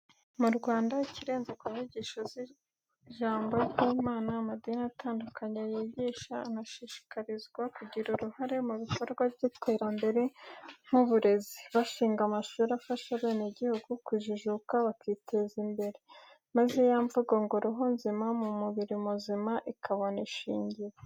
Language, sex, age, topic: Kinyarwanda, female, 18-24, education